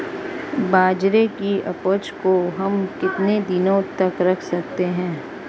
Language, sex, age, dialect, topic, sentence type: Hindi, female, 25-30, Marwari Dhudhari, agriculture, question